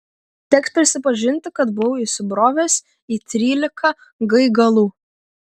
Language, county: Lithuanian, Kaunas